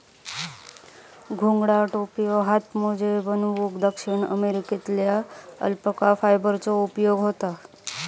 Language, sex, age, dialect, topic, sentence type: Marathi, female, 31-35, Southern Konkan, agriculture, statement